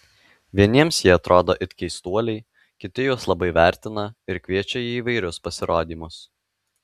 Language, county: Lithuanian, Alytus